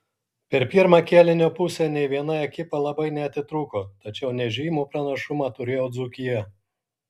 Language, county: Lithuanian, Kaunas